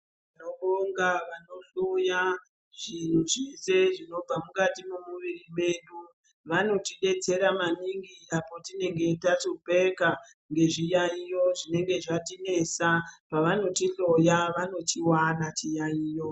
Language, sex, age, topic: Ndau, female, 36-49, health